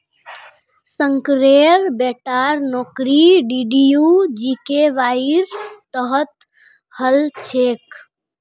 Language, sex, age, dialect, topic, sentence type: Magahi, female, 18-24, Northeastern/Surjapuri, banking, statement